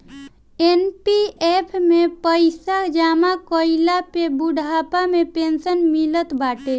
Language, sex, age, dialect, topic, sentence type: Bhojpuri, female, 18-24, Northern, banking, statement